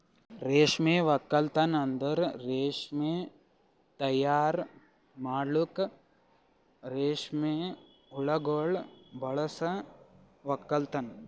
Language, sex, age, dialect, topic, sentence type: Kannada, male, 18-24, Northeastern, agriculture, statement